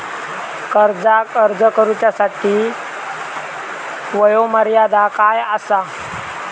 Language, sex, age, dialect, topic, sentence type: Marathi, male, 18-24, Southern Konkan, banking, question